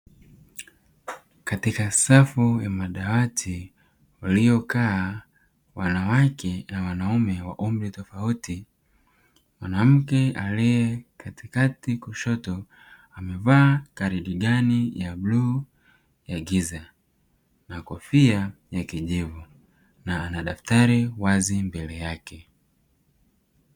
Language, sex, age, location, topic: Swahili, male, 18-24, Dar es Salaam, education